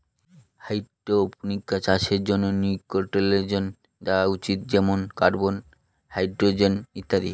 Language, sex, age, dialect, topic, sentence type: Bengali, male, 18-24, Northern/Varendri, agriculture, statement